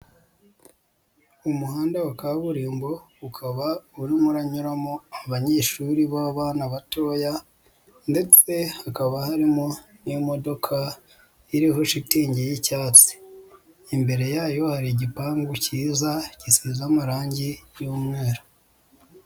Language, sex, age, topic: Kinyarwanda, female, 25-35, education